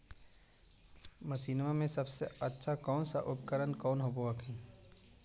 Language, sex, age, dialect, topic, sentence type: Magahi, male, 18-24, Central/Standard, agriculture, question